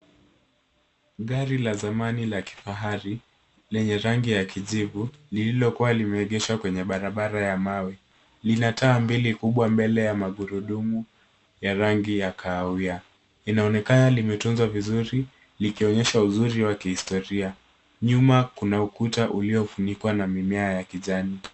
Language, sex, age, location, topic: Swahili, male, 18-24, Nairobi, finance